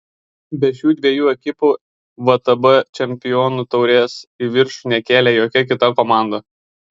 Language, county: Lithuanian, Kaunas